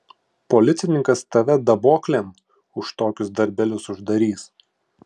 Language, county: Lithuanian, Klaipėda